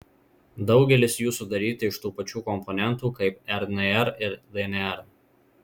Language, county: Lithuanian, Marijampolė